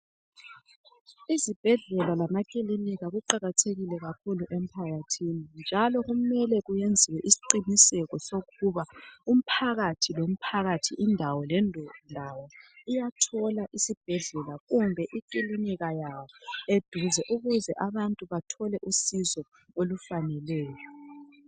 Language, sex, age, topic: North Ndebele, female, 25-35, health